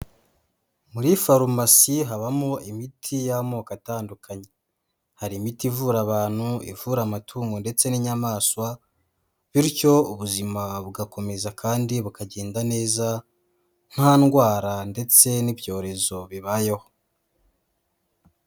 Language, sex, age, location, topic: Kinyarwanda, female, 18-24, Huye, agriculture